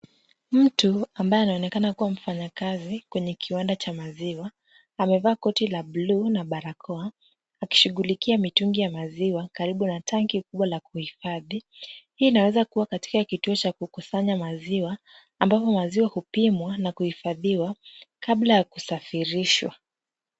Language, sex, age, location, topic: Swahili, female, 25-35, Kisumu, agriculture